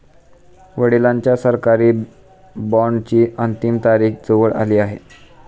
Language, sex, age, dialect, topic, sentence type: Marathi, male, 25-30, Standard Marathi, banking, statement